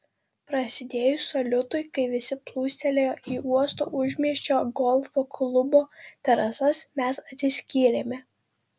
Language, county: Lithuanian, Vilnius